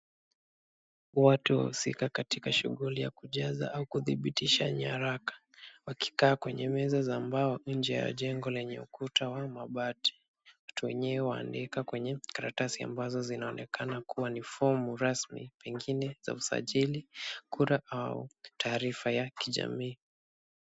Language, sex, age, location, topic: Swahili, male, 25-35, Kisumu, government